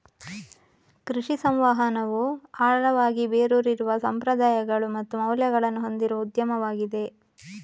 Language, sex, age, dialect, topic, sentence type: Kannada, female, 31-35, Coastal/Dakshin, agriculture, statement